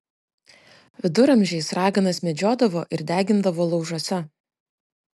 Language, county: Lithuanian, Klaipėda